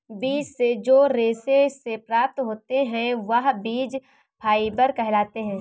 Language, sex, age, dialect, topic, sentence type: Hindi, female, 18-24, Awadhi Bundeli, agriculture, statement